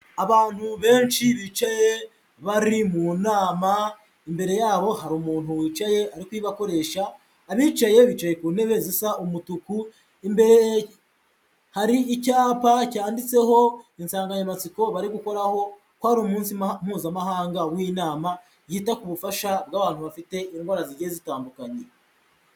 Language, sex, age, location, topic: Kinyarwanda, female, 18-24, Huye, health